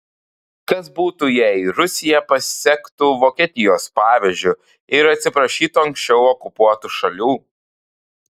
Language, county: Lithuanian, Panevėžys